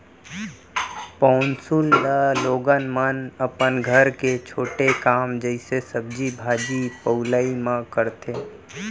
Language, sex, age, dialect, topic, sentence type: Chhattisgarhi, female, 18-24, Central, agriculture, statement